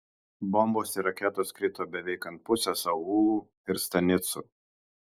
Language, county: Lithuanian, Kaunas